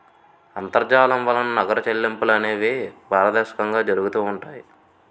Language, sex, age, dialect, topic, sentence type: Telugu, male, 18-24, Utterandhra, banking, statement